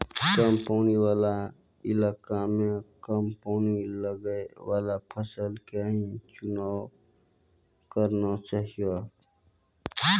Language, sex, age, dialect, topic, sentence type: Maithili, male, 18-24, Angika, agriculture, statement